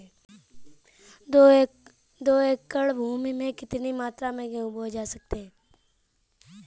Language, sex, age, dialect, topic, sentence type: Hindi, male, 18-24, Marwari Dhudhari, agriculture, question